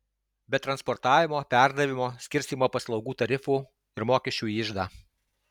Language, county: Lithuanian, Alytus